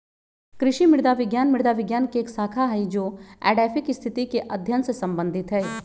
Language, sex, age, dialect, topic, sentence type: Magahi, female, 36-40, Western, agriculture, statement